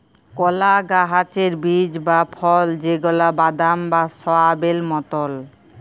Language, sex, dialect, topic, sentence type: Bengali, female, Jharkhandi, agriculture, statement